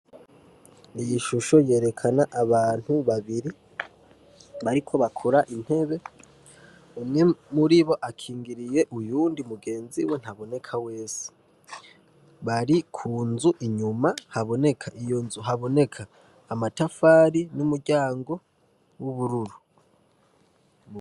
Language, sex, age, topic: Rundi, male, 18-24, education